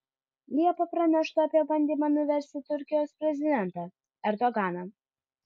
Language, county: Lithuanian, Vilnius